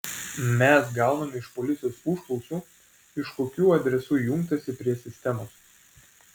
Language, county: Lithuanian, Vilnius